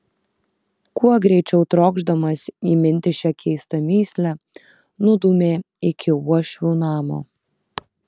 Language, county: Lithuanian, Kaunas